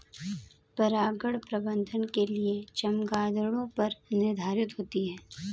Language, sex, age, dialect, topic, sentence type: Hindi, female, 18-24, Kanauji Braj Bhasha, agriculture, statement